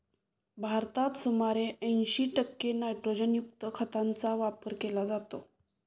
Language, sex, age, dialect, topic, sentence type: Marathi, female, 18-24, Standard Marathi, agriculture, statement